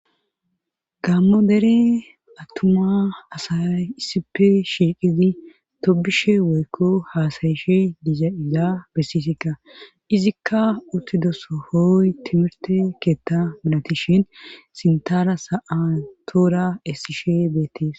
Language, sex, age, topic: Gamo, female, 25-35, government